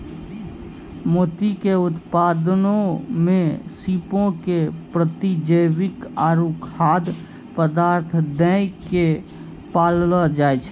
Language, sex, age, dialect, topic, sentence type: Maithili, male, 51-55, Angika, agriculture, statement